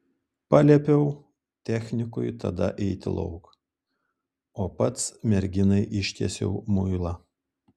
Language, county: Lithuanian, Klaipėda